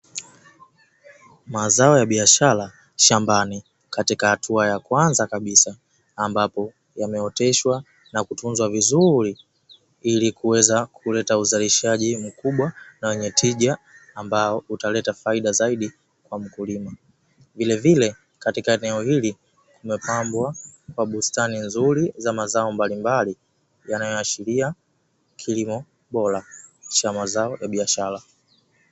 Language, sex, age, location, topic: Swahili, male, 18-24, Dar es Salaam, agriculture